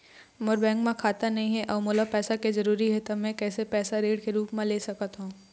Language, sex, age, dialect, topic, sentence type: Chhattisgarhi, female, 18-24, Eastern, banking, question